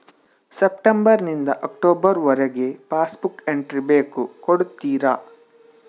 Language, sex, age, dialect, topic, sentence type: Kannada, male, 18-24, Coastal/Dakshin, banking, question